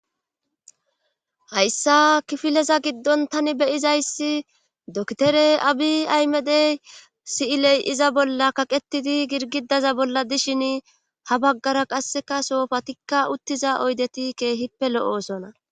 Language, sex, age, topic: Gamo, female, 25-35, government